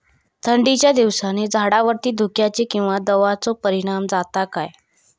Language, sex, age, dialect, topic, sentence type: Marathi, female, 25-30, Southern Konkan, agriculture, question